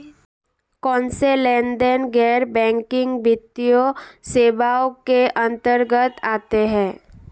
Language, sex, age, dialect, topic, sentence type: Hindi, female, 18-24, Marwari Dhudhari, banking, question